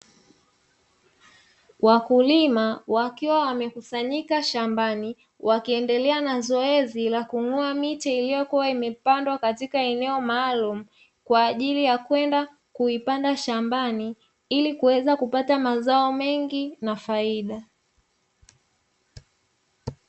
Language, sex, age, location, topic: Swahili, female, 25-35, Dar es Salaam, agriculture